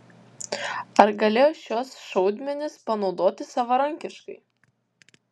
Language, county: Lithuanian, Kaunas